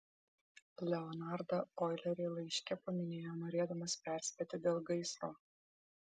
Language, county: Lithuanian, Vilnius